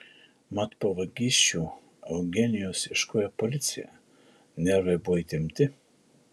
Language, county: Lithuanian, Šiauliai